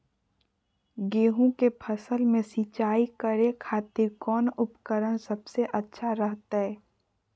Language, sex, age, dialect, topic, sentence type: Magahi, female, 41-45, Southern, agriculture, question